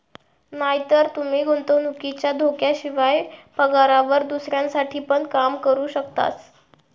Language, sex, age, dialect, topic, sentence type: Marathi, female, 18-24, Southern Konkan, banking, statement